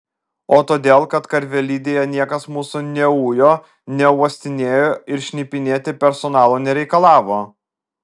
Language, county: Lithuanian, Vilnius